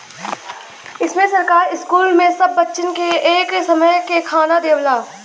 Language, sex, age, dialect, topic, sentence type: Bhojpuri, female, 18-24, Western, agriculture, statement